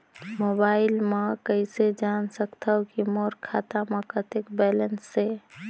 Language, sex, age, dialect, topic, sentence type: Chhattisgarhi, female, 25-30, Northern/Bhandar, banking, question